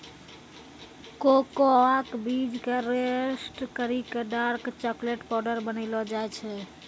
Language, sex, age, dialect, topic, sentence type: Maithili, female, 25-30, Angika, agriculture, statement